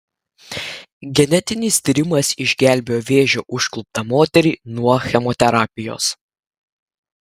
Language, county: Lithuanian, Klaipėda